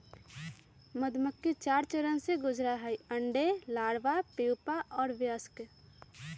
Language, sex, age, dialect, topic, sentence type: Magahi, female, 36-40, Western, agriculture, statement